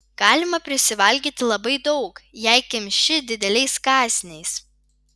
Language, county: Lithuanian, Vilnius